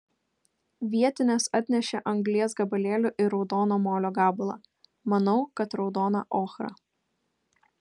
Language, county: Lithuanian, Kaunas